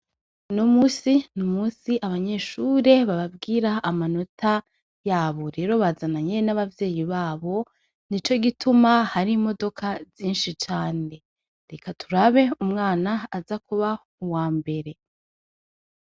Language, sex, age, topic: Rundi, female, 25-35, education